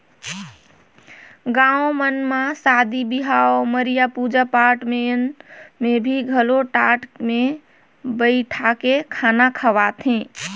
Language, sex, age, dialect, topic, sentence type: Chhattisgarhi, female, 31-35, Northern/Bhandar, agriculture, statement